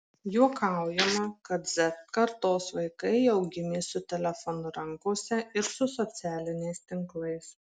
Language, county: Lithuanian, Marijampolė